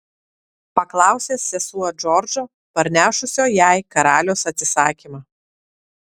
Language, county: Lithuanian, Vilnius